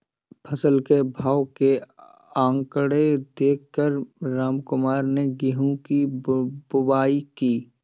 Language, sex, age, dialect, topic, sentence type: Hindi, male, 18-24, Kanauji Braj Bhasha, banking, statement